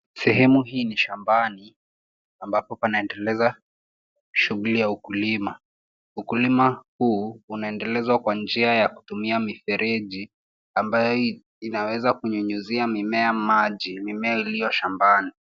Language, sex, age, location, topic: Swahili, male, 18-24, Nairobi, agriculture